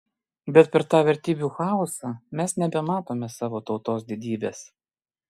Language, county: Lithuanian, Klaipėda